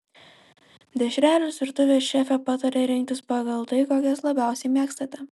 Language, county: Lithuanian, Klaipėda